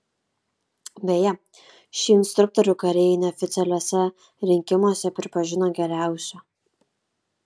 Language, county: Lithuanian, Kaunas